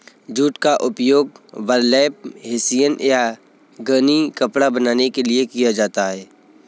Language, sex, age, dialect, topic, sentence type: Hindi, male, 25-30, Kanauji Braj Bhasha, agriculture, statement